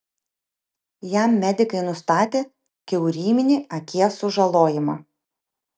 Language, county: Lithuanian, Vilnius